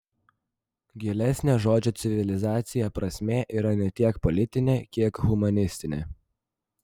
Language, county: Lithuanian, Vilnius